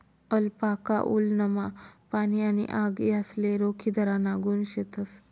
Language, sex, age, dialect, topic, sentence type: Marathi, female, 31-35, Northern Konkan, agriculture, statement